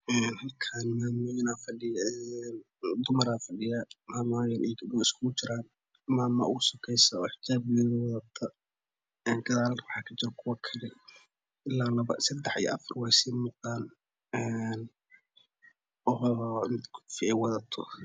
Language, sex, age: Somali, male, 18-24